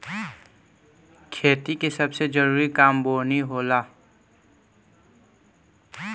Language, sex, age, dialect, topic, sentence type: Bhojpuri, male, <18, Southern / Standard, agriculture, statement